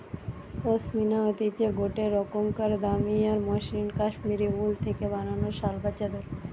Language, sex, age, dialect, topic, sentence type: Bengali, female, 18-24, Western, agriculture, statement